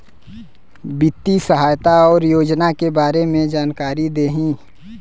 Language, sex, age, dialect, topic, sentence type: Bhojpuri, male, 25-30, Western, agriculture, question